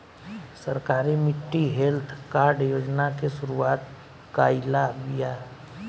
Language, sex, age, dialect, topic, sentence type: Bhojpuri, male, 18-24, Southern / Standard, agriculture, statement